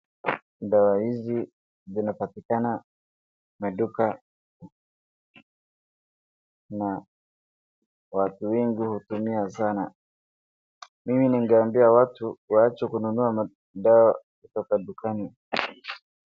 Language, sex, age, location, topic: Swahili, male, 18-24, Wajir, health